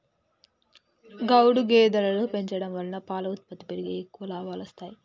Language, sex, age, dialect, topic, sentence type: Telugu, male, 18-24, Telangana, agriculture, statement